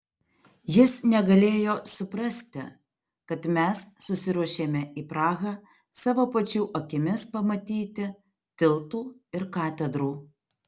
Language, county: Lithuanian, Alytus